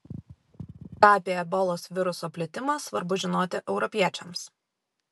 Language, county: Lithuanian, Vilnius